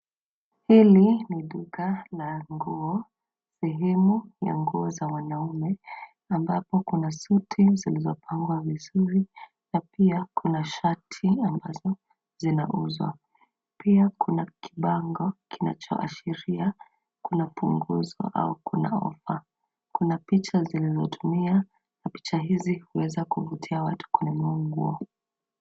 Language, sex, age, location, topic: Swahili, female, 25-35, Nairobi, finance